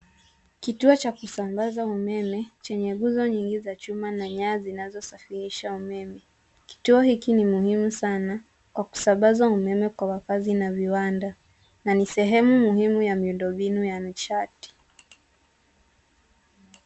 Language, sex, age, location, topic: Swahili, female, 18-24, Nairobi, government